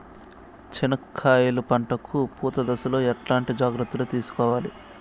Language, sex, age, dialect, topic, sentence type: Telugu, male, 18-24, Southern, agriculture, question